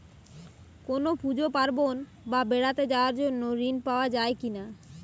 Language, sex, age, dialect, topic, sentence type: Bengali, male, 25-30, Western, banking, question